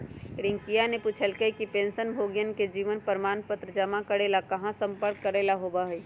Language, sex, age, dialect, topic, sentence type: Magahi, female, 25-30, Western, banking, statement